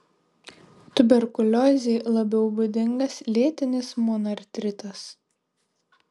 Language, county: Lithuanian, Šiauliai